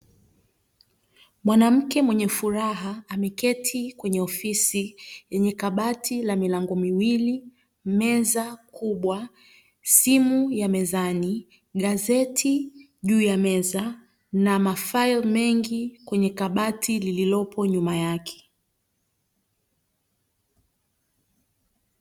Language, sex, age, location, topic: Swahili, female, 25-35, Dar es Salaam, education